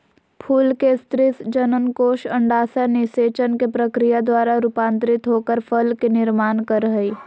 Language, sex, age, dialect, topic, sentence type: Magahi, female, 18-24, Southern, agriculture, statement